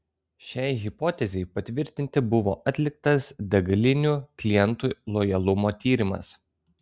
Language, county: Lithuanian, Kaunas